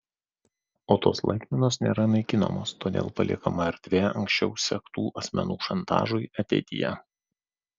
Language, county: Lithuanian, Vilnius